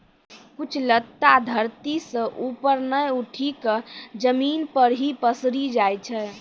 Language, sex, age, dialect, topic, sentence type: Maithili, female, 18-24, Angika, agriculture, statement